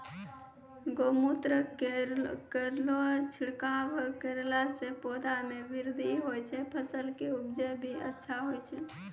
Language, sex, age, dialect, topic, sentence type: Maithili, female, 18-24, Angika, agriculture, question